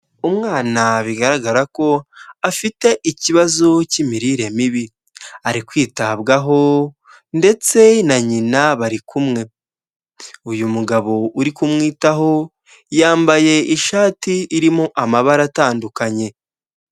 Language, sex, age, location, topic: Kinyarwanda, male, 18-24, Huye, health